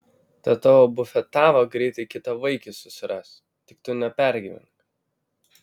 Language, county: Lithuanian, Vilnius